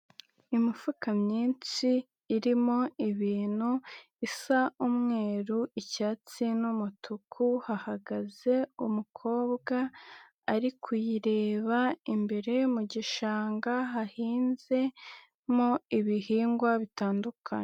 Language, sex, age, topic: Kinyarwanda, female, 18-24, agriculture